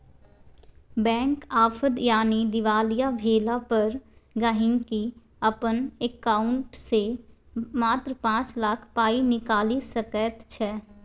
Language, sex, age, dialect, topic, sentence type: Maithili, female, 18-24, Bajjika, banking, statement